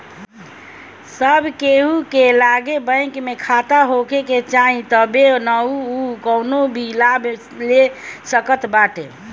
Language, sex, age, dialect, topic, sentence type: Bhojpuri, female, 18-24, Northern, banking, statement